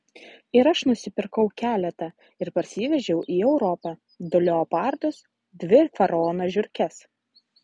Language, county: Lithuanian, Utena